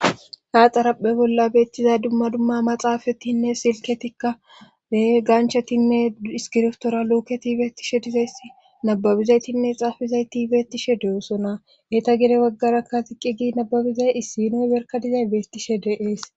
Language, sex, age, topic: Gamo, female, 18-24, government